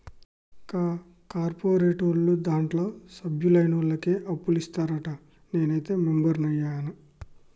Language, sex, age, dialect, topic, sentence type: Telugu, male, 25-30, Telangana, banking, statement